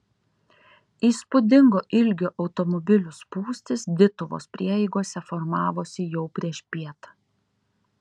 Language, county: Lithuanian, Kaunas